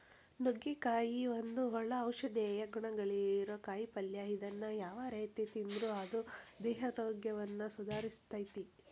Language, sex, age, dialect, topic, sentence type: Kannada, female, 41-45, Dharwad Kannada, agriculture, statement